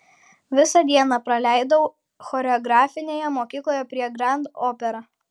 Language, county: Lithuanian, Kaunas